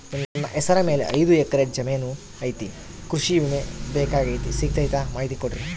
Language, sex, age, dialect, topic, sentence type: Kannada, female, 18-24, Central, banking, question